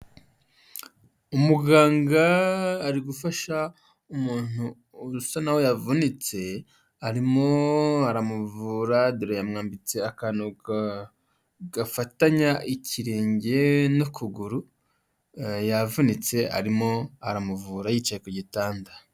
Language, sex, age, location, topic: Kinyarwanda, male, 25-35, Huye, health